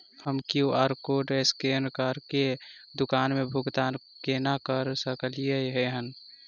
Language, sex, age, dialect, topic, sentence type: Maithili, female, 25-30, Southern/Standard, banking, question